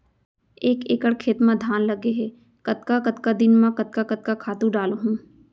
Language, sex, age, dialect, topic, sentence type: Chhattisgarhi, female, 25-30, Central, agriculture, question